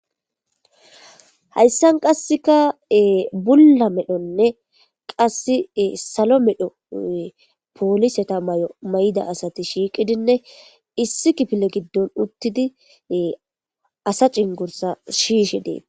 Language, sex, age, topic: Gamo, female, 25-35, government